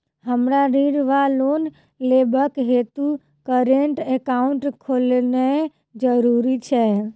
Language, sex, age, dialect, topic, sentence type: Maithili, female, 25-30, Southern/Standard, banking, question